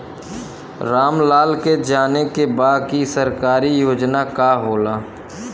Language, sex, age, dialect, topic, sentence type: Bhojpuri, male, 25-30, Western, banking, question